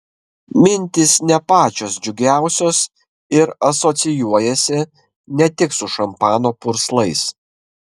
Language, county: Lithuanian, Kaunas